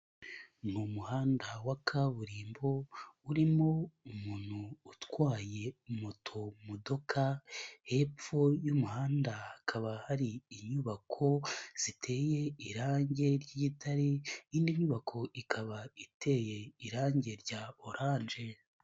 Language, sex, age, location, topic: Kinyarwanda, male, 18-24, Nyagatare, government